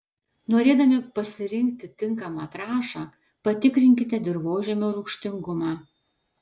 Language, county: Lithuanian, Telšiai